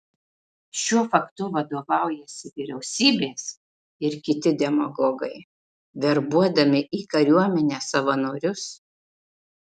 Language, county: Lithuanian, Marijampolė